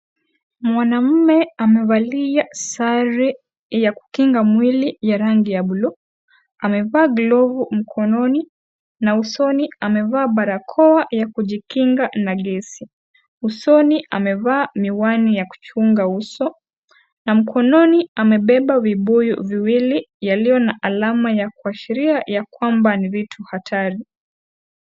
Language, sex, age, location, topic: Swahili, female, 18-24, Kisii, health